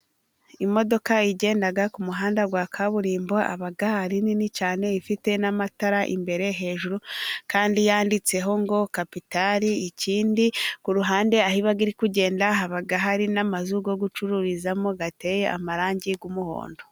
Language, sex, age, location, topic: Kinyarwanda, female, 25-35, Musanze, government